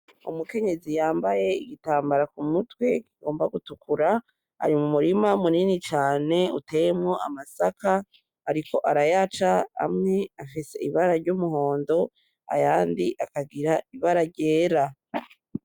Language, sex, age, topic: Rundi, female, 18-24, agriculture